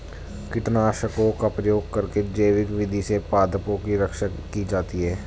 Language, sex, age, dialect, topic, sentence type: Hindi, male, 18-24, Hindustani Malvi Khadi Boli, agriculture, statement